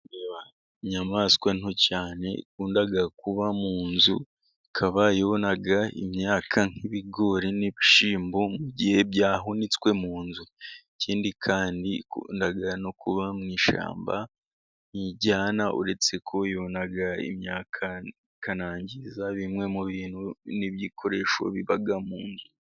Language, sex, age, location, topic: Kinyarwanda, male, 18-24, Musanze, agriculture